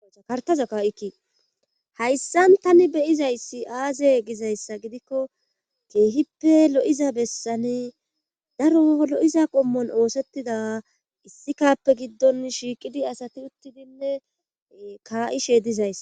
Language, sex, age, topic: Gamo, female, 25-35, government